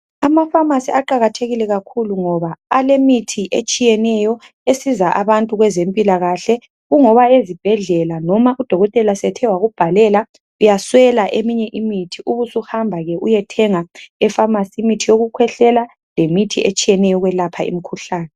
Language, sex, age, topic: North Ndebele, male, 25-35, health